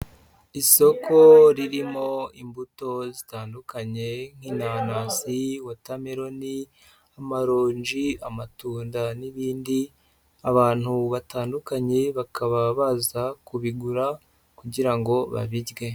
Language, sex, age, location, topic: Kinyarwanda, male, 25-35, Huye, agriculture